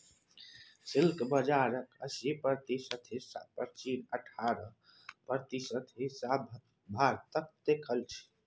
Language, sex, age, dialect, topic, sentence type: Maithili, male, 60-100, Bajjika, agriculture, statement